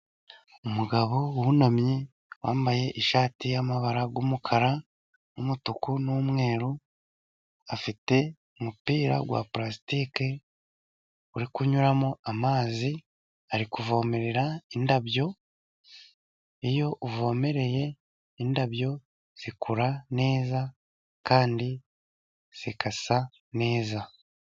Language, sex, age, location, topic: Kinyarwanda, male, 36-49, Musanze, agriculture